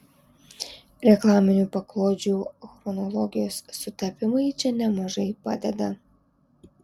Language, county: Lithuanian, Alytus